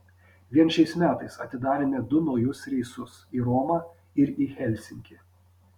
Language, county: Lithuanian, Panevėžys